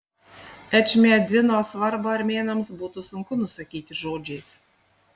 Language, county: Lithuanian, Panevėžys